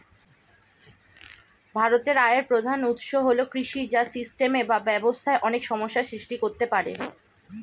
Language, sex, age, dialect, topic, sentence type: Bengali, male, 25-30, Standard Colloquial, agriculture, statement